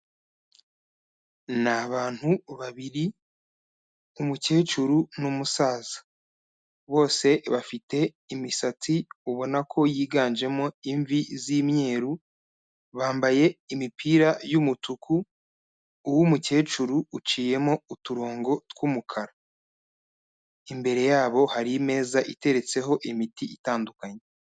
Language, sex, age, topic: Kinyarwanda, male, 25-35, health